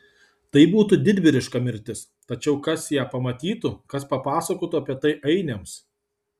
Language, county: Lithuanian, Kaunas